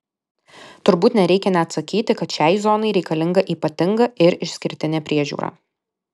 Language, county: Lithuanian, Alytus